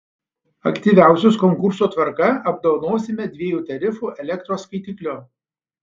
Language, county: Lithuanian, Alytus